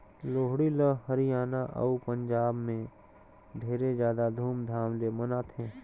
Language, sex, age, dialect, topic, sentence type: Chhattisgarhi, male, 31-35, Northern/Bhandar, agriculture, statement